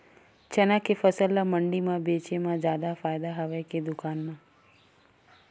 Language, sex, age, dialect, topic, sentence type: Chhattisgarhi, female, 18-24, Western/Budati/Khatahi, agriculture, question